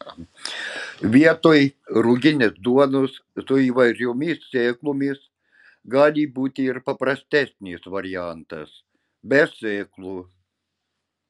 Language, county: Lithuanian, Klaipėda